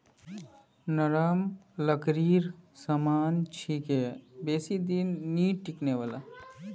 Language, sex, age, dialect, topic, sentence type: Magahi, male, 25-30, Northeastern/Surjapuri, agriculture, statement